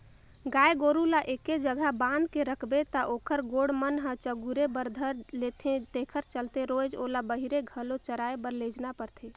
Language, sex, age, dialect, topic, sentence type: Chhattisgarhi, female, 18-24, Northern/Bhandar, agriculture, statement